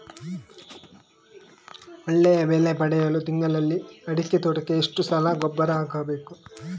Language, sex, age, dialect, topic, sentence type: Kannada, male, 18-24, Coastal/Dakshin, agriculture, question